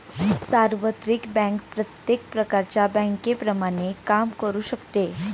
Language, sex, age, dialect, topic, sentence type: Marathi, female, 18-24, Standard Marathi, banking, statement